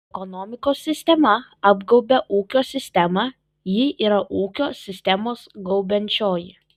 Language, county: Lithuanian, Kaunas